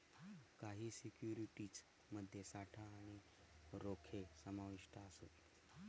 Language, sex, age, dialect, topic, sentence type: Marathi, male, 31-35, Southern Konkan, banking, statement